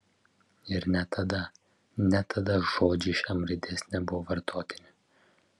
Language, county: Lithuanian, Vilnius